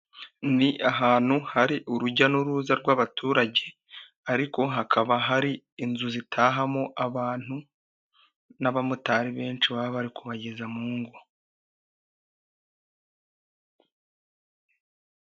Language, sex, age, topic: Kinyarwanda, male, 18-24, government